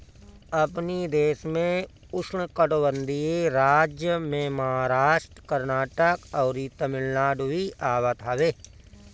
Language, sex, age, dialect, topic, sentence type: Bhojpuri, male, 36-40, Northern, agriculture, statement